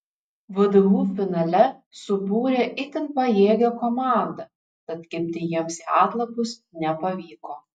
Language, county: Lithuanian, Šiauliai